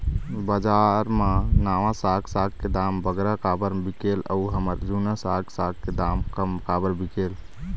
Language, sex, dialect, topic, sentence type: Chhattisgarhi, male, Eastern, agriculture, question